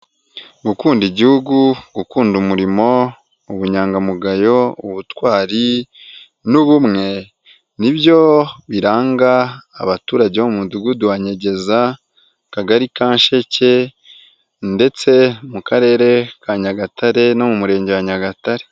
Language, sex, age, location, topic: Kinyarwanda, female, 18-24, Nyagatare, government